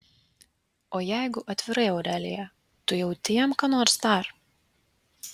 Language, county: Lithuanian, Vilnius